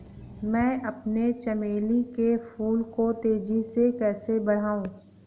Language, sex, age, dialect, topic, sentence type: Hindi, female, 31-35, Awadhi Bundeli, agriculture, question